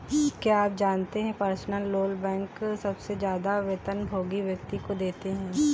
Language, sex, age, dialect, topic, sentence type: Hindi, female, 18-24, Kanauji Braj Bhasha, banking, statement